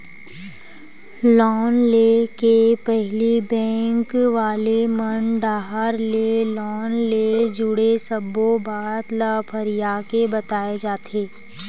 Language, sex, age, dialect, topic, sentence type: Chhattisgarhi, female, 18-24, Western/Budati/Khatahi, banking, statement